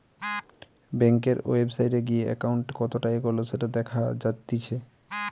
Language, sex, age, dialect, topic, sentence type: Bengali, male, 18-24, Western, banking, statement